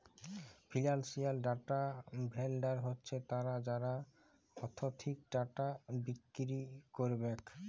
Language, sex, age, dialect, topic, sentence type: Bengali, male, 18-24, Jharkhandi, banking, statement